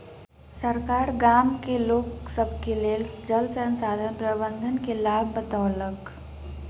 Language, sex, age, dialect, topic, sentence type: Maithili, female, 18-24, Southern/Standard, agriculture, statement